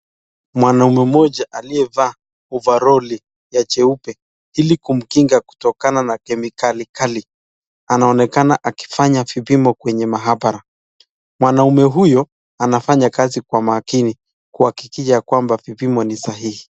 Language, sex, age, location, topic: Swahili, male, 25-35, Nakuru, agriculture